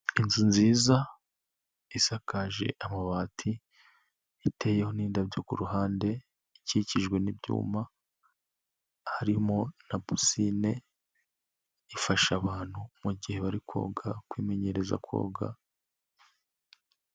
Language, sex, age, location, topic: Kinyarwanda, male, 25-35, Nyagatare, finance